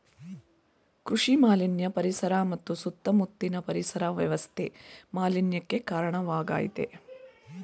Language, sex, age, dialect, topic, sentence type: Kannada, female, 41-45, Mysore Kannada, agriculture, statement